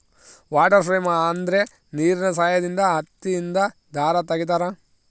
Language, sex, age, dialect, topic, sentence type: Kannada, male, 25-30, Central, agriculture, statement